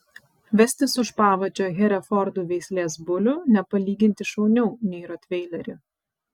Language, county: Lithuanian, Vilnius